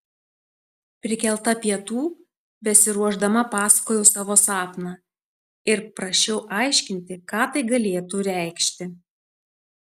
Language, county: Lithuanian, Tauragė